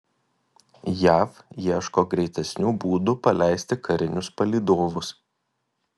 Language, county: Lithuanian, Kaunas